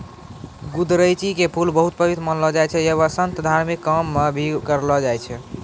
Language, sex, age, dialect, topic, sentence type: Maithili, male, 18-24, Angika, agriculture, statement